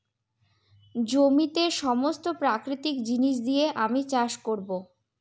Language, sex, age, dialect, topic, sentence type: Bengali, female, 18-24, Northern/Varendri, agriculture, statement